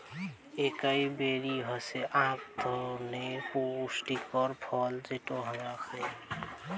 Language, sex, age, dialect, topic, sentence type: Bengali, male, 18-24, Rajbangshi, agriculture, statement